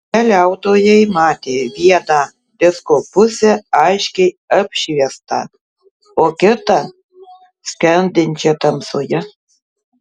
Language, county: Lithuanian, Tauragė